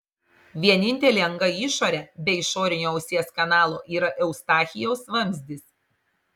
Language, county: Lithuanian, Marijampolė